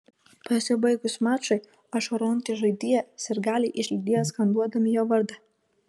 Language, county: Lithuanian, Kaunas